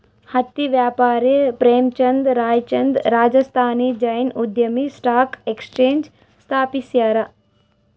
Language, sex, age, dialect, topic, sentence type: Kannada, female, 25-30, Central, banking, statement